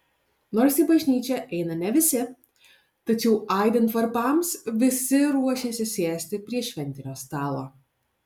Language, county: Lithuanian, Alytus